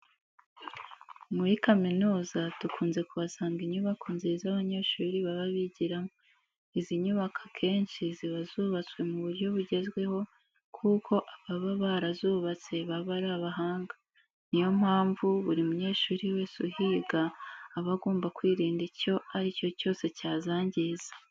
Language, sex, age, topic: Kinyarwanda, female, 18-24, education